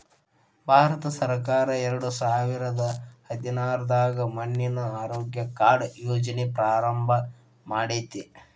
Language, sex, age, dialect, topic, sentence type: Kannada, male, 18-24, Dharwad Kannada, agriculture, statement